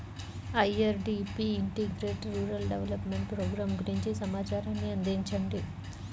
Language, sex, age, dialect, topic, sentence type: Telugu, male, 25-30, Central/Coastal, agriculture, question